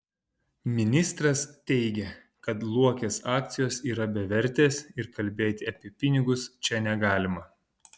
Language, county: Lithuanian, Panevėžys